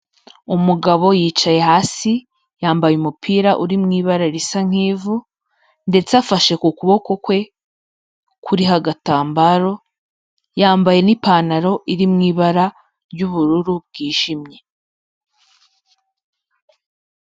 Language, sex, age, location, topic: Kinyarwanda, female, 25-35, Kigali, health